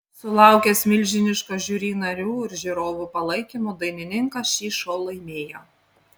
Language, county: Lithuanian, Panevėžys